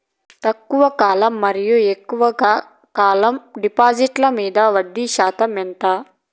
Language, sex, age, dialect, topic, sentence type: Telugu, female, 31-35, Southern, banking, question